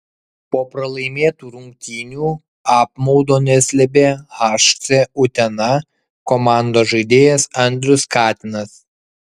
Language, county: Lithuanian, Kaunas